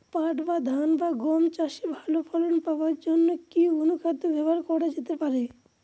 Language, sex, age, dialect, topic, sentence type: Bengali, male, 46-50, Northern/Varendri, agriculture, question